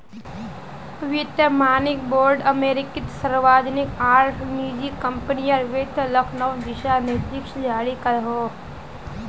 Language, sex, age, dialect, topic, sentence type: Magahi, female, 18-24, Northeastern/Surjapuri, banking, statement